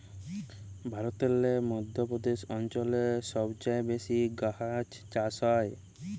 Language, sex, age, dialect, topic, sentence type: Bengali, male, 18-24, Jharkhandi, agriculture, statement